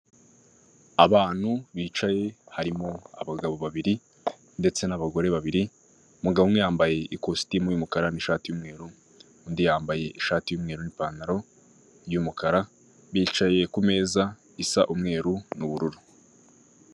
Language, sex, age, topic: Kinyarwanda, male, 18-24, finance